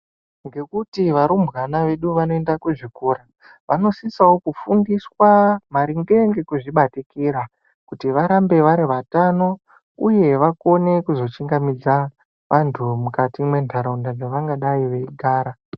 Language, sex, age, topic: Ndau, male, 25-35, education